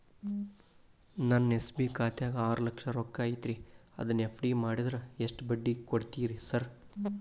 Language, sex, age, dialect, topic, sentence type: Kannada, male, 25-30, Dharwad Kannada, banking, question